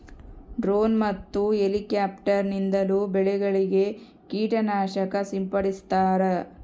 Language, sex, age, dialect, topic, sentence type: Kannada, female, 60-100, Central, agriculture, statement